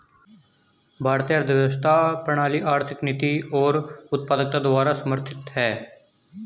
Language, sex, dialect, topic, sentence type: Hindi, male, Hindustani Malvi Khadi Boli, banking, statement